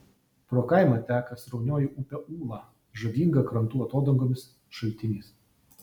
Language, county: Lithuanian, Vilnius